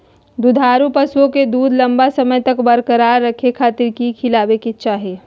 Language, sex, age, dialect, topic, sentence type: Magahi, female, 25-30, Southern, agriculture, question